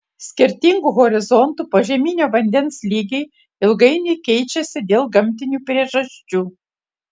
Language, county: Lithuanian, Utena